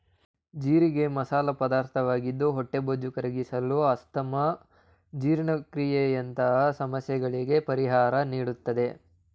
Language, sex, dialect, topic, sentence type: Kannada, male, Mysore Kannada, agriculture, statement